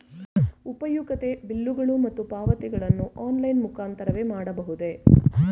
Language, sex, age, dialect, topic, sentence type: Kannada, female, 41-45, Mysore Kannada, banking, question